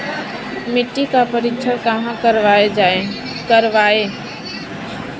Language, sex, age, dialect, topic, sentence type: Hindi, female, 25-30, Kanauji Braj Bhasha, agriculture, question